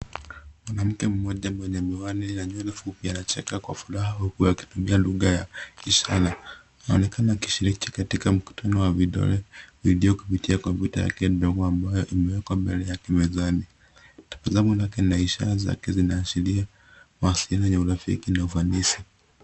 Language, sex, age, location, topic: Swahili, male, 25-35, Nairobi, education